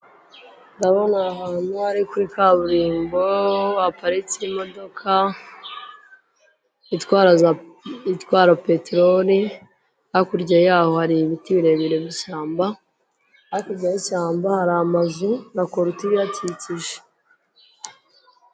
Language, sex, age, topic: Kinyarwanda, female, 25-35, government